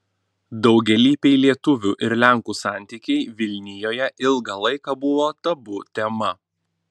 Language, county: Lithuanian, Panevėžys